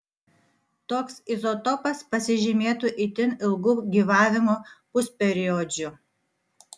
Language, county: Lithuanian, Vilnius